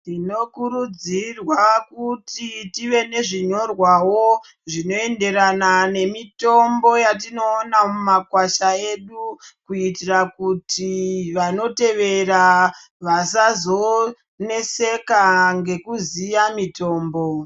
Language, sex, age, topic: Ndau, male, 36-49, health